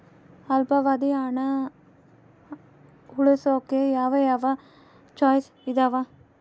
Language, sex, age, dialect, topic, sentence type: Kannada, female, 18-24, Central, banking, question